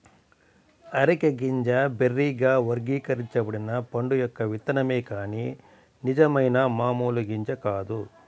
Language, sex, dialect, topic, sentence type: Telugu, male, Central/Coastal, agriculture, statement